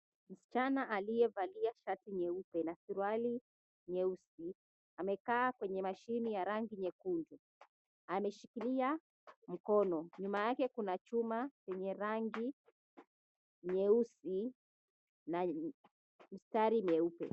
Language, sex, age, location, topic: Swahili, female, 25-35, Mombasa, education